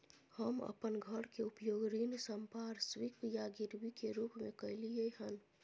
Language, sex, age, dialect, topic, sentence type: Maithili, female, 25-30, Bajjika, banking, statement